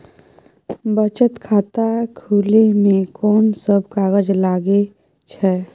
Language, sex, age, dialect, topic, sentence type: Maithili, female, 18-24, Bajjika, banking, question